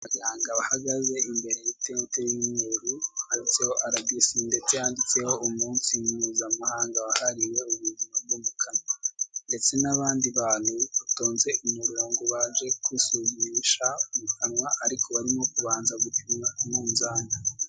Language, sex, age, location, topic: Kinyarwanda, male, 18-24, Kigali, health